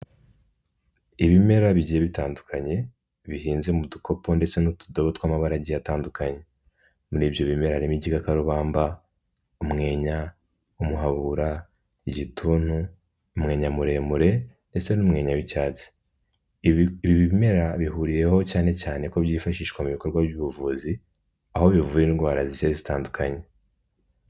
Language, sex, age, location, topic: Kinyarwanda, male, 18-24, Kigali, health